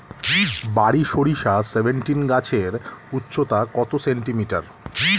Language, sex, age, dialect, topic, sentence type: Bengali, male, 36-40, Standard Colloquial, agriculture, question